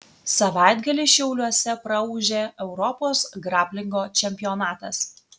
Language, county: Lithuanian, Telšiai